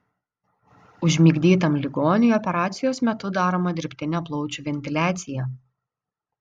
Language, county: Lithuanian, Vilnius